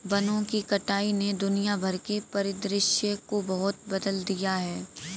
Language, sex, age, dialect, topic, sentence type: Hindi, female, 18-24, Kanauji Braj Bhasha, agriculture, statement